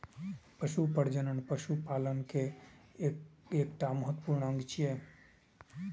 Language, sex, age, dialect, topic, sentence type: Maithili, male, 25-30, Eastern / Thethi, agriculture, statement